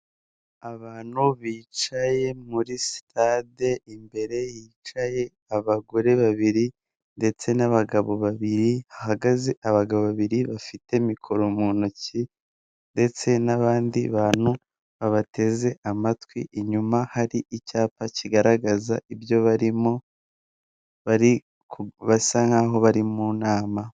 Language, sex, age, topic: Kinyarwanda, male, 18-24, government